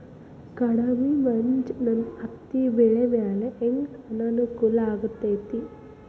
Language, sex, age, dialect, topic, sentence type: Kannada, female, 18-24, Dharwad Kannada, agriculture, question